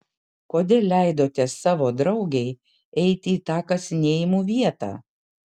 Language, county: Lithuanian, Kaunas